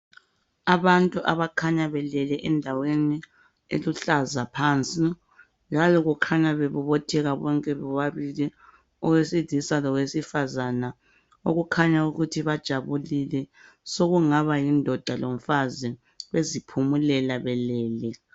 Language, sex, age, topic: North Ndebele, male, 36-49, health